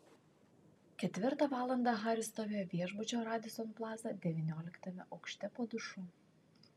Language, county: Lithuanian, Vilnius